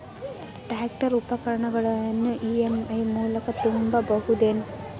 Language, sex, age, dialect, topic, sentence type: Kannada, female, 18-24, Dharwad Kannada, agriculture, question